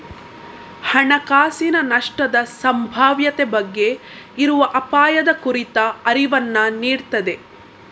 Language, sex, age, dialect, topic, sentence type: Kannada, female, 18-24, Coastal/Dakshin, banking, statement